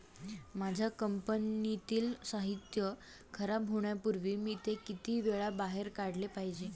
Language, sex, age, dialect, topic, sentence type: Marathi, female, 18-24, Standard Marathi, agriculture, question